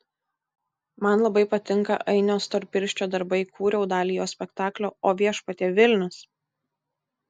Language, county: Lithuanian, Tauragė